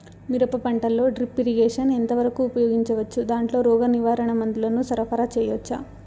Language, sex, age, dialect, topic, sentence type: Telugu, female, 18-24, Southern, agriculture, question